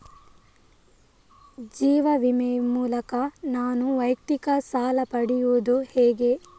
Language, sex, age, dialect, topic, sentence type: Kannada, female, 25-30, Coastal/Dakshin, banking, question